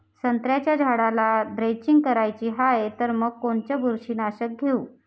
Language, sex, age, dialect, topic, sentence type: Marathi, female, 51-55, Varhadi, agriculture, question